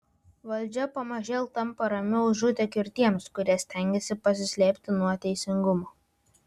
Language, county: Lithuanian, Vilnius